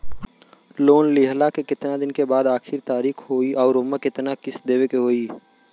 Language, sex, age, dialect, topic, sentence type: Bhojpuri, male, 18-24, Western, banking, question